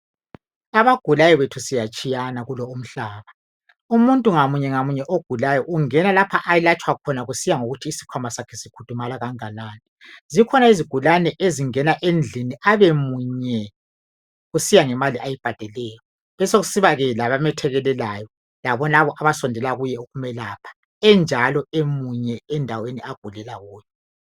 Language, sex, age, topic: North Ndebele, female, 50+, health